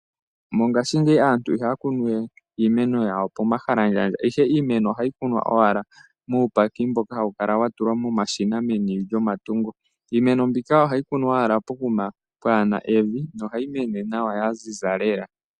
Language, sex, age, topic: Oshiwambo, male, 25-35, agriculture